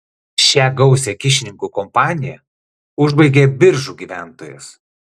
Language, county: Lithuanian, Klaipėda